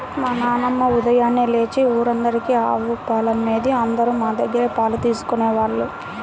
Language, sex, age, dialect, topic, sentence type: Telugu, female, 18-24, Central/Coastal, agriculture, statement